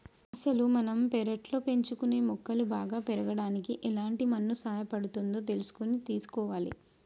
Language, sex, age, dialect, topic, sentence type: Telugu, female, 18-24, Telangana, agriculture, statement